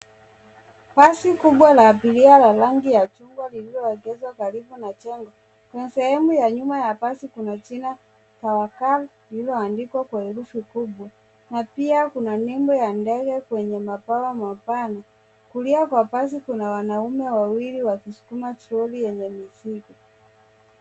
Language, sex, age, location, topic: Swahili, female, 25-35, Nairobi, government